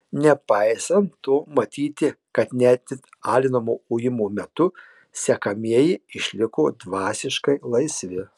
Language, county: Lithuanian, Marijampolė